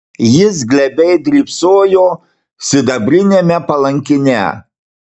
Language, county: Lithuanian, Marijampolė